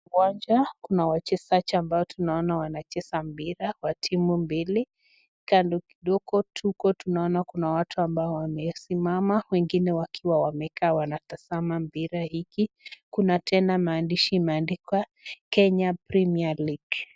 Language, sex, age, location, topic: Swahili, female, 18-24, Nakuru, government